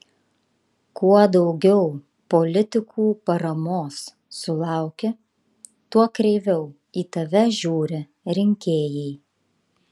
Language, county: Lithuanian, Kaunas